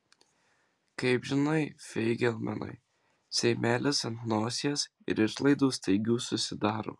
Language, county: Lithuanian, Marijampolė